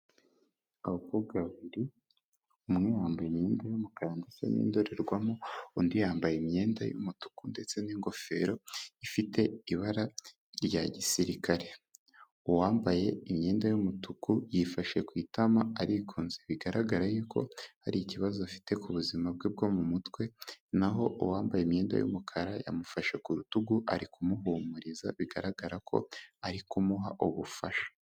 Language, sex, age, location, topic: Kinyarwanda, male, 18-24, Kigali, health